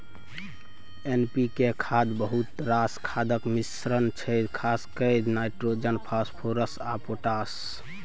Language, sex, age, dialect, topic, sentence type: Maithili, male, 18-24, Bajjika, agriculture, statement